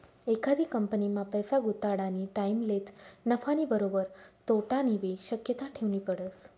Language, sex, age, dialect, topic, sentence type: Marathi, female, 18-24, Northern Konkan, banking, statement